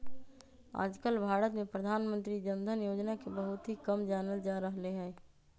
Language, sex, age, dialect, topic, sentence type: Magahi, female, 31-35, Western, banking, statement